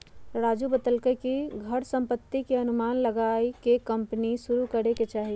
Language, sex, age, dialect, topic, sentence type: Magahi, female, 51-55, Western, banking, statement